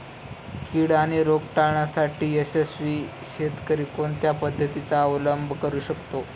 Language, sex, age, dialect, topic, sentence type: Marathi, male, 18-24, Standard Marathi, agriculture, question